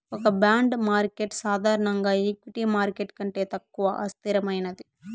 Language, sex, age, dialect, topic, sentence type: Telugu, female, 18-24, Southern, banking, statement